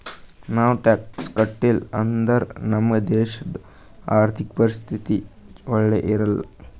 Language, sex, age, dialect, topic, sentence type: Kannada, male, 18-24, Northeastern, banking, statement